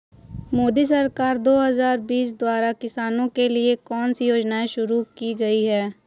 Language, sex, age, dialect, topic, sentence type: Hindi, female, 18-24, Hindustani Malvi Khadi Boli, agriculture, question